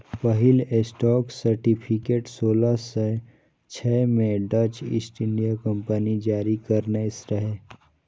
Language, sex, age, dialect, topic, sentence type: Maithili, male, 18-24, Eastern / Thethi, banking, statement